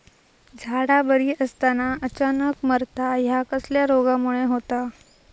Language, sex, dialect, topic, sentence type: Marathi, female, Southern Konkan, agriculture, question